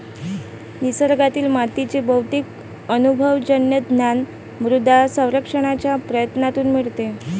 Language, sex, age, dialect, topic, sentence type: Marathi, female, 25-30, Varhadi, agriculture, statement